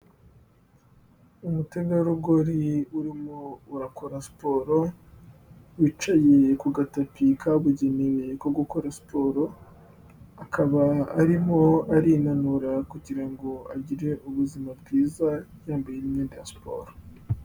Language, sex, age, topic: Kinyarwanda, male, 18-24, health